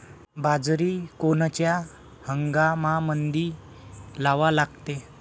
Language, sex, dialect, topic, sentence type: Marathi, male, Varhadi, agriculture, question